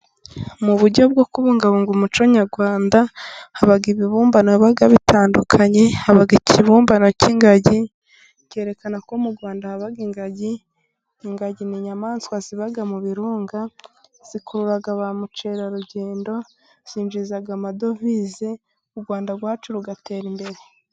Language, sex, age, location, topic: Kinyarwanda, female, 25-35, Musanze, government